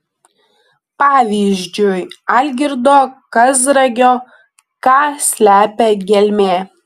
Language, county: Lithuanian, Klaipėda